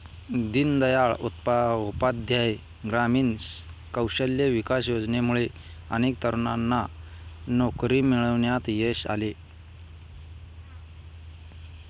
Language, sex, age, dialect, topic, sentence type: Marathi, male, 18-24, Standard Marathi, banking, statement